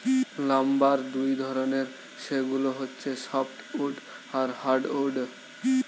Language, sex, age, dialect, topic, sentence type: Bengali, male, 18-24, Standard Colloquial, agriculture, statement